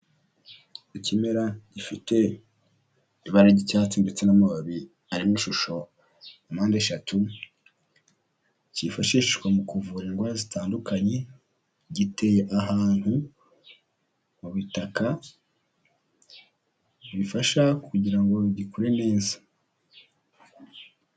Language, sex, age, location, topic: Kinyarwanda, male, 18-24, Huye, health